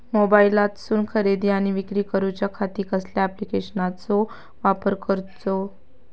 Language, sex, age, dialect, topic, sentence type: Marathi, female, 25-30, Southern Konkan, agriculture, question